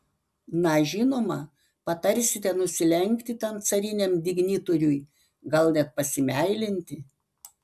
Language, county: Lithuanian, Panevėžys